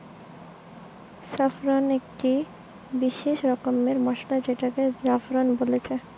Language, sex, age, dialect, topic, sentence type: Bengali, female, 18-24, Western, agriculture, statement